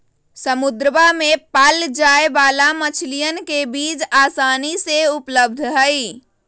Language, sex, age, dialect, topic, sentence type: Magahi, female, 25-30, Western, agriculture, statement